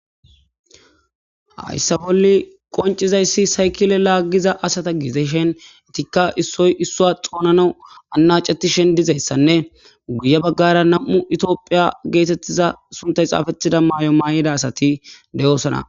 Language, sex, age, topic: Gamo, male, 18-24, government